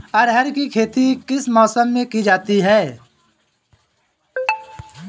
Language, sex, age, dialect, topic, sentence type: Hindi, male, 25-30, Awadhi Bundeli, agriculture, question